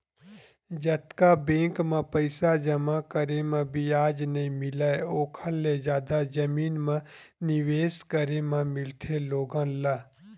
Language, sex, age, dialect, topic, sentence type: Chhattisgarhi, male, 31-35, Western/Budati/Khatahi, banking, statement